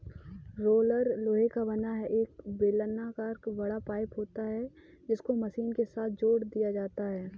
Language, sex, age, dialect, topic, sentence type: Hindi, female, 18-24, Kanauji Braj Bhasha, agriculture, statement